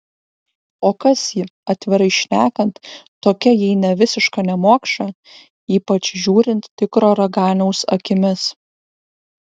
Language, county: Lithuanian, Vilnius